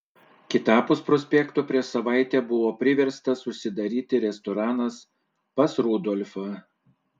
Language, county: Lithuanian, Panevėžys